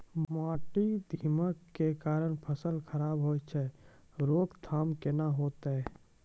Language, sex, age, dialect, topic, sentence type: Maithili, male, 18-24, Angika, agriculture, question